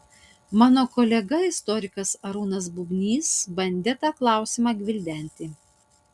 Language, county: Lithuanian, Utena